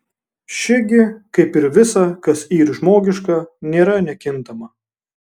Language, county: Lithuanian, Kaunas